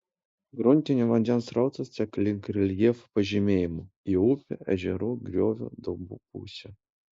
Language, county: Lithuanian, Utena